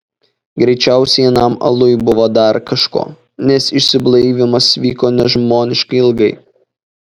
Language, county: Lithuanian, Šiauliai